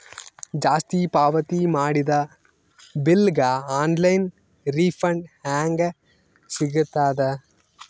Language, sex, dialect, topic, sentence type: Kannada, male, Northeastern, banking, question